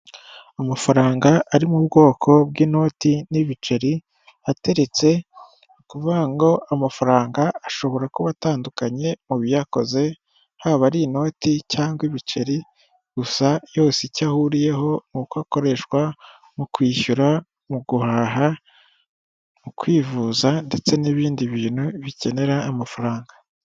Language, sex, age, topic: Kinyarwanda, male, 18-24, finance